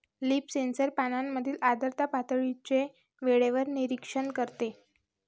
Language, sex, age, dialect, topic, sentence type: Marathi, male, 18-24, Varhadi, agriculture, statement